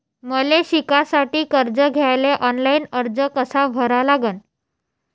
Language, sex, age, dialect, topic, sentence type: Marathi, female, 25-30, Varhadi, banking, question